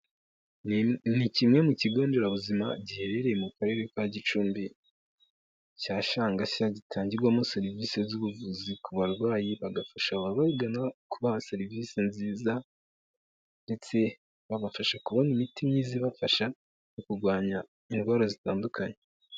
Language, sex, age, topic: Kinyarwanda, male, 18-24, health